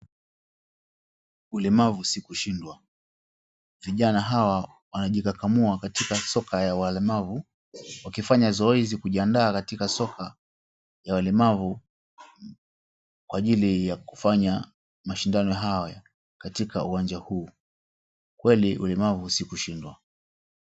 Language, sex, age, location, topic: Swahili, male, 36-49, Mombasa, education